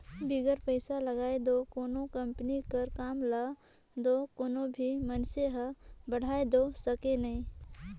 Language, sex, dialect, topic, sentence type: Chhattisgarhi, female, Northern/Bhandar, banking, statement